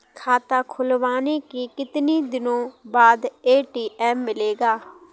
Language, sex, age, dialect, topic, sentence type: Hindi, female, 18-24, Awadhi Bundeli, banking, question